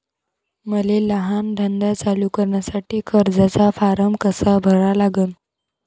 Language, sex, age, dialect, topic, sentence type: Marathi, female, 18-24, Varhadi, banking, question